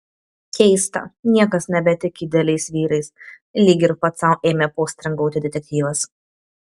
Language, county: Lithuanian, Kaunas